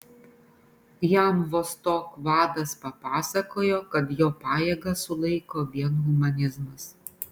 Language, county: Lithuanian, Panevėžys